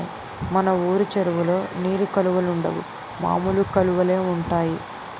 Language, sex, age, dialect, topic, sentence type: Telugu, female, 18-24, Utterandhra, agriculture, statement